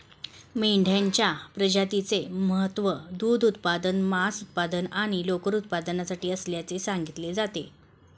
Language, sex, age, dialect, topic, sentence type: Marathi, female, 36-40, Standard Marathi, agriculture, statement